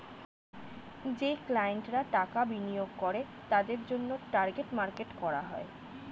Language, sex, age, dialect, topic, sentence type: Bengali, female, 25-30, Standard Colloquial, banking, statement